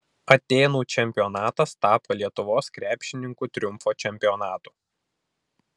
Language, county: Lithuanian, Vilnius